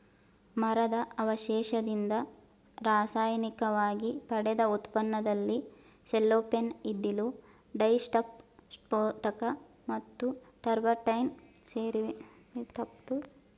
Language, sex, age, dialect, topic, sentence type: Kannada, female, 18-24, Mysore Kannada, agriculture, statement